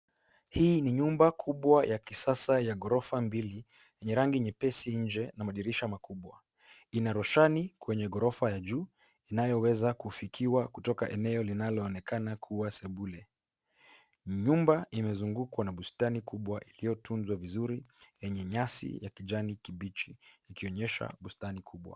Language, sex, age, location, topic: Swahili, male, 18-24, Nairobi, finance